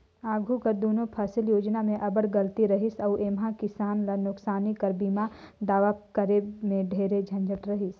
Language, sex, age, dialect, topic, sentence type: Chhattisgarhi, female, 18-24, Northern/Bhandar, agriculture, statement